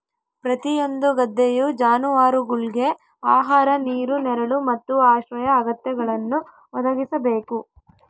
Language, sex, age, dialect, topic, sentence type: Kannada, female, 18-24, Central, agriculture, statement